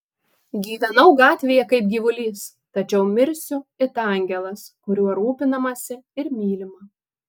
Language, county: Lithuanian, Marijampolė